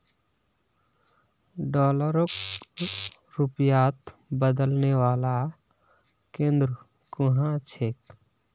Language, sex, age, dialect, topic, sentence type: Magahi, male, 18-24, Northeastern/Surjapuri, banking, statement